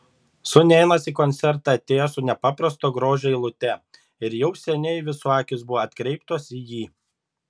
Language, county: Lithuanian, Šiauliai